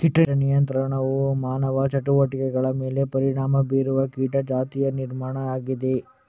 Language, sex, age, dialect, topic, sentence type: Kannada, male, 36-40, Coastal/Dakshin, agriculture, statement